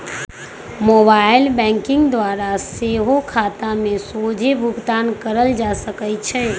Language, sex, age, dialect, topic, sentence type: Magahi, female, 25-30, Western, banking, statement